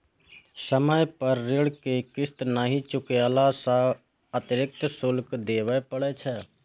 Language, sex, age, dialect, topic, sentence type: Maithili, male, 25-30, Eastern / Thethi, banking, statement